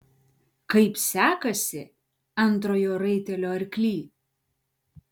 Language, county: Lithuanian, Klaipėda